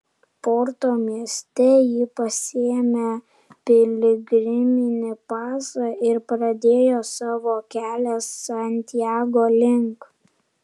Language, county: Lithuanian, Kaunas